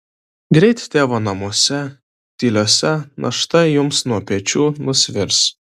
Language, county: Lithuanian, Vilnius